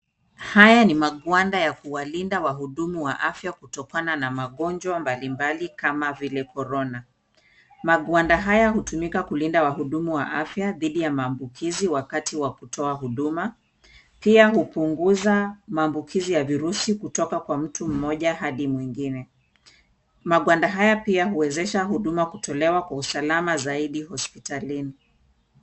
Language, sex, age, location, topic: Swahili, female, 36-49, Kisumu, health